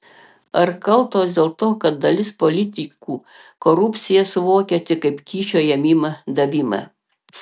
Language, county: Lithuanian, Panevėžys